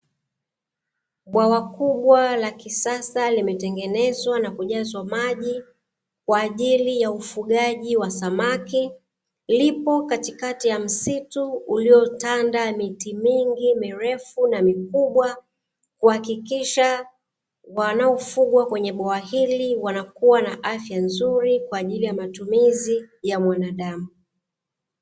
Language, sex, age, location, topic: Swahili, female, 36-49, Dar es Salaam, agriculture